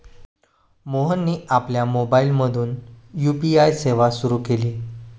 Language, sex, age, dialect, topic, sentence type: Marathi, male, 25-30, Standard Marathi, banking, statement